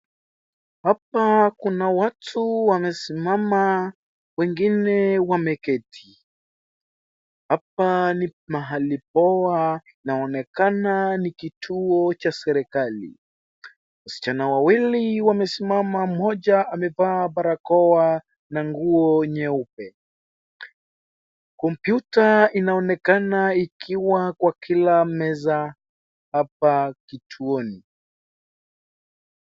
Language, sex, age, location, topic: Swahili, male, 18-24, Wajir, government